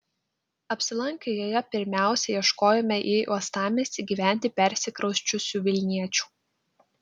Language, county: Lithuanian, Klaipėda